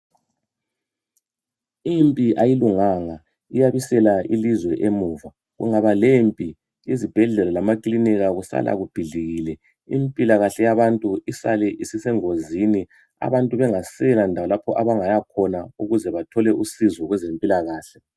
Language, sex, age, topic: North Ndebele, male, 36-49, health